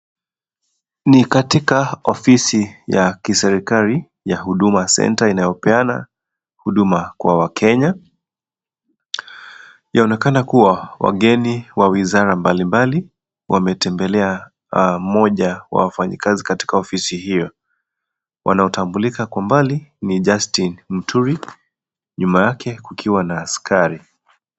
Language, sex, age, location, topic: Swahili, male, 25-35, Kisii, government